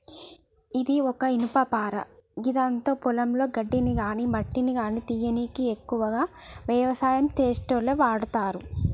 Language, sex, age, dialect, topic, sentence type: Telugu, female, 25-30, Telangana, agriculture, statement